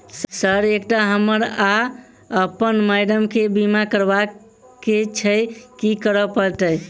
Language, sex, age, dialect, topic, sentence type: Maithili, male, 18-24, Southern/Standard, banking, question